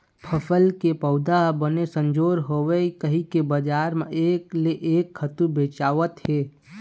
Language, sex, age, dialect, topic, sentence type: Chhattisgarhi, male, 60-100, Eastern, agriculture, statement